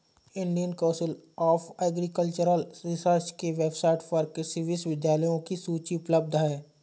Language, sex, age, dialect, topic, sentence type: Hindi, male, 25-30, Awadhi Bundeli, agriculture, statement